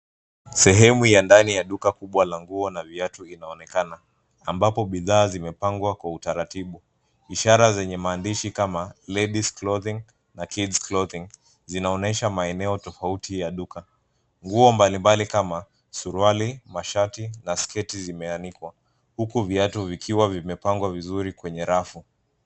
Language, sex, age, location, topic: Swahili, male, 25-35, Nairobi, finance